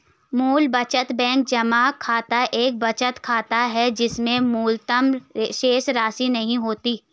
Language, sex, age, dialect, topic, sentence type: Hindi, female, 56-60, Garhwali, banking, statement